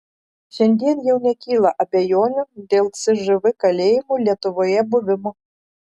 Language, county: Lithuanian, Šiauliai